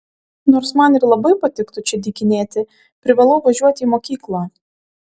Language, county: Lithuanian, Kaunas